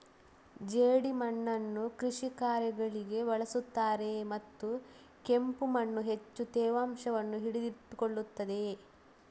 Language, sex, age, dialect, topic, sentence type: Kannada, female, 36-40, Coastal/Dakshin, agriculture, question